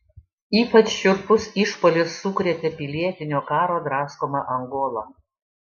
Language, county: Lithuanian, Šiauliai